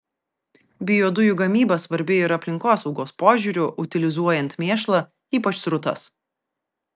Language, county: Lithuanian, Vilnius